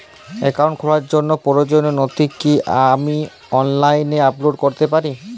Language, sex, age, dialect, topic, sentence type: Bengali, male, 18-24, Jharkhandi, banking, question